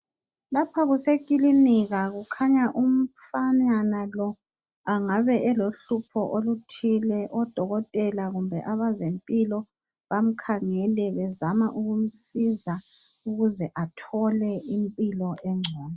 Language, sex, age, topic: North Ndebele, female, 50+, health